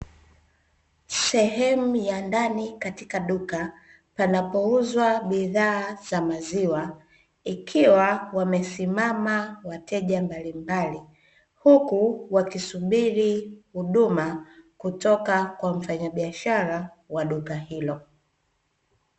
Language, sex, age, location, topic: Swahili, female, 25-35, Dar es Salaam, finance